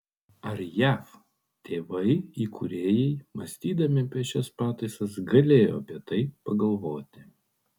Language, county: Lithuanian, Kaunas